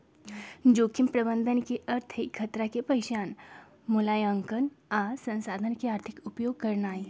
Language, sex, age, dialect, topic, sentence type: Magahi, female, 25-30, Western, agriculture, statement